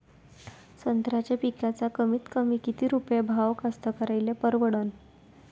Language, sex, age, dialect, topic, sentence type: Marathi, female, 56-60, Varhadi, agriculture, question